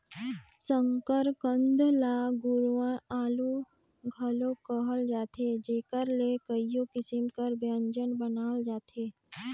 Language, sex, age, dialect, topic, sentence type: Chhattisgarhi, female, 18-24, Northern/Bhandar, agriculture, statement